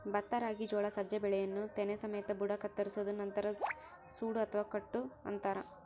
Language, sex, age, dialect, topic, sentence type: Kannada, female, 18-24, Central, agriculture, statement